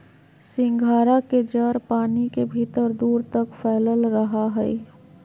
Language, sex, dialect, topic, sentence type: Magahi, female, Southern, agriculture, statement